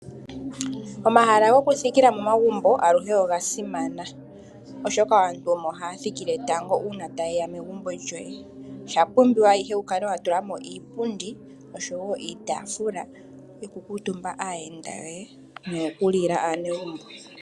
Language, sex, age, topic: Oshiwambo, female, 25-35, finance